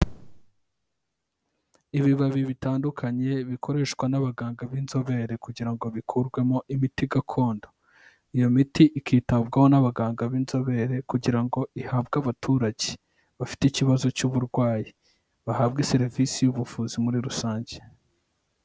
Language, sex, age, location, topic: Kinyarwanda, male, 25-35, Kigali, health